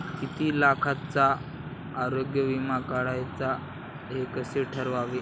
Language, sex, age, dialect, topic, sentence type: Marathi, male, 18-24, Standard Marathi, banking, question